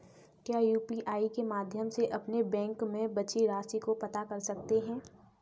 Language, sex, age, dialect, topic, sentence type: Hindi, female, 18-24, Kanauji Braj Bhasha, banking, question